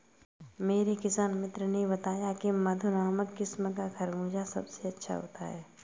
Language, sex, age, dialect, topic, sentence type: Hindi, female, 18-24, Kanauji Braj Bhasha, agriculture, statement